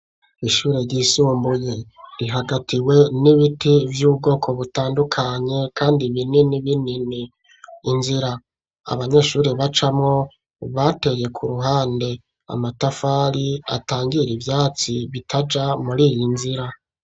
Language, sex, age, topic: Rundi, male, 25-35, education